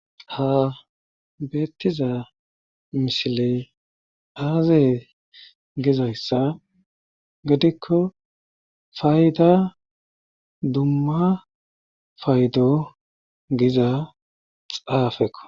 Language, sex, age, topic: Gamo, male, 36-49, government